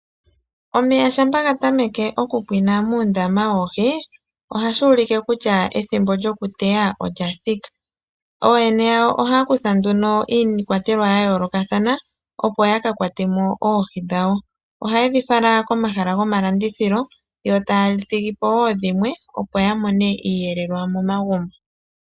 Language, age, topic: Oshiwambo, 36-49, agriculture